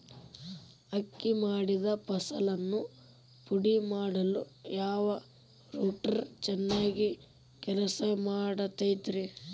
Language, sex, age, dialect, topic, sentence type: Kannada, male, 18-24, Dharwad Kannada, agriculture, question